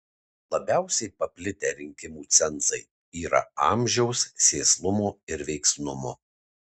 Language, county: Lithuanian, Kaunas